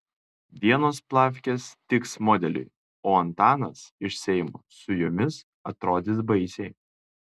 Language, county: Lithuanian, Klaipėda